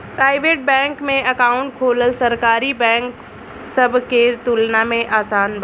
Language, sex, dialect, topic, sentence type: Bhojpuri, female, Southern / Standard, banking, statement